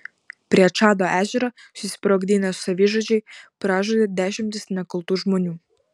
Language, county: Lithuanian, Vilnius